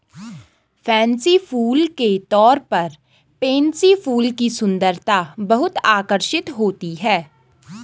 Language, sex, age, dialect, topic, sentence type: Hindi, female, 18-24, Garhwali, agriculture, statement